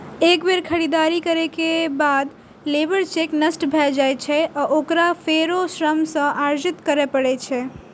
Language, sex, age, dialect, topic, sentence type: Maithili, female, 18-24, Eastern / Thethi, banking, statement